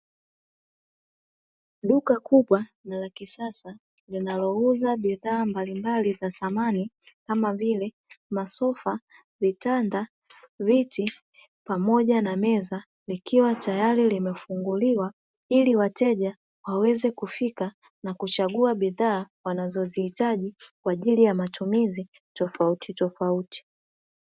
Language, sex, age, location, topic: Swahili, female, 25-35, Dar es Salaam, finance